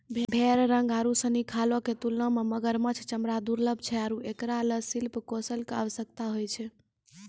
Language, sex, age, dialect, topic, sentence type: Maithili, female, 18-24, Angika, agriculture, statement